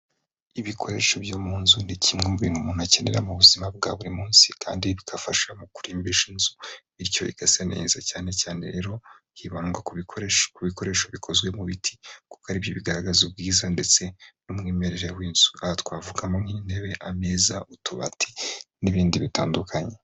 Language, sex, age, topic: Kinyarwanda, male, 25-35, finance